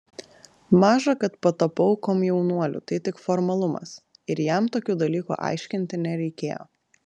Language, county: Lithuanian, Klaipėda